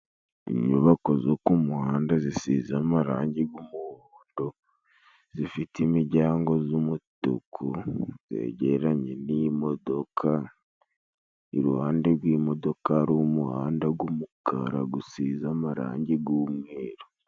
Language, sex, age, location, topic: Kinyarwanda, male, 18-24, Musanze, government